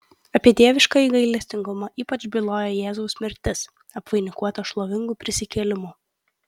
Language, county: Lithuanian, Kaunas